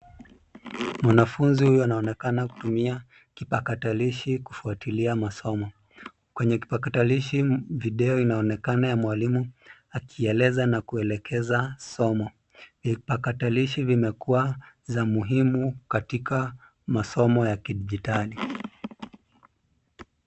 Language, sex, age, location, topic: Swahili, male, 25-35, Nairobi, education